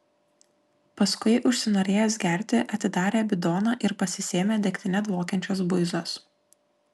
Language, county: Lithuanian, Klaipėda